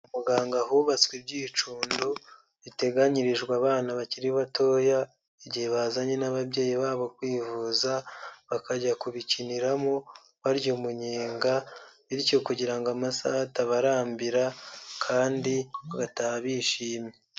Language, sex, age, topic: Kinyarwanda, male, 25-35, health